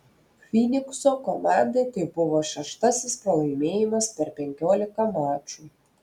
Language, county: Lithuanian, Telšiai